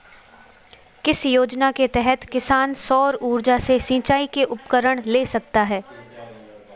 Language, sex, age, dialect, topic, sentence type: Hindi, female, 25-30, Marwari Dhudhari, agriculture, question